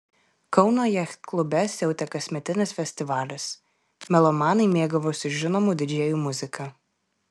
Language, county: Lithuanian, Klaipėda